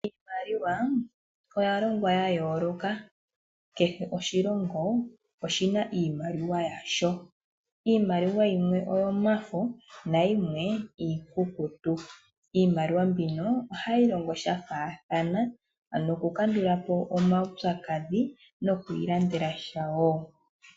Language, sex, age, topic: Oshiwambo, female, 18-24, finance